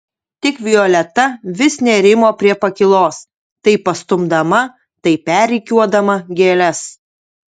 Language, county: Lithuanian, Utena